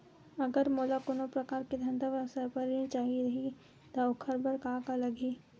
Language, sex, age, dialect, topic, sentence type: Chhattisgarhi, female, 25-30, Western/Budati/Khatahi, banking, question